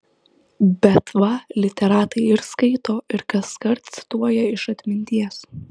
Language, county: Lithuanian, Kaunas